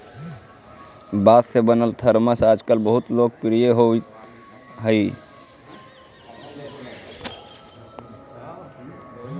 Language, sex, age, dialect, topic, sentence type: Magahi, male, 25-30, Central/Standard, banking, statement